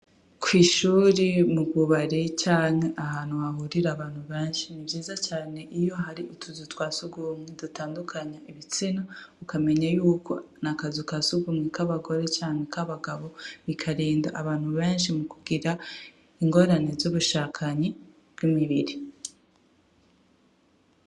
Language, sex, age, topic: Rundi, female, 25-35, education